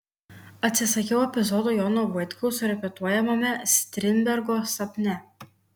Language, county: Lithuanian, Kaunas